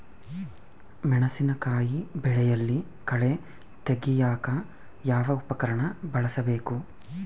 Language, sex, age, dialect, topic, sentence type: Kannada, male, 25-30, Central, agriculture, question